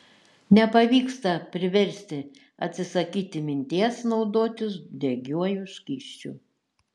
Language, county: Lithuanian, Šiauliai